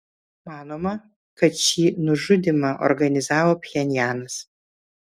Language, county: Lithuanian, Vilnius